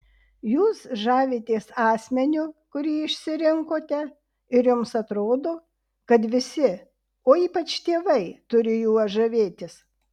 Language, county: Lithuanian, Vilnius